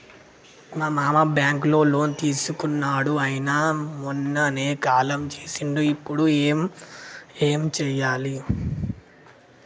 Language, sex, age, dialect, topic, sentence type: Telugu, male, 51-55, Telangana, banking, question